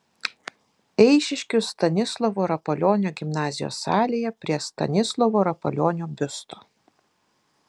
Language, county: Lithuanian, Vilnius